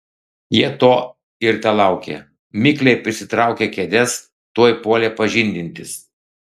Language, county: Lithuanian, Klaipėda